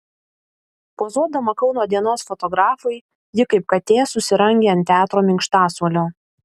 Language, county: Lithuanian, Vilnius